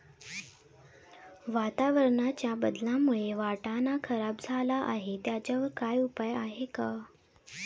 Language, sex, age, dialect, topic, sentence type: Marathi, female, 18-24, Standard Marathi, agriculture, question